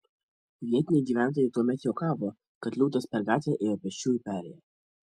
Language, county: Lithuanian, Kaunas